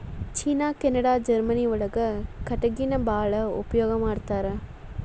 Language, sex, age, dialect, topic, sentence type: Kannada, female, 41-45, Dharwad Kannada, agriculture, statement